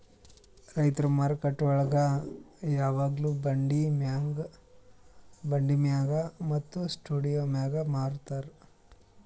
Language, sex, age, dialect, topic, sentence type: Kannada, male, 25-30, Northeastern, agriculture, statement